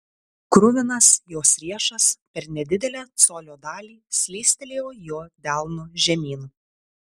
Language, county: Lithuanian, Tauragė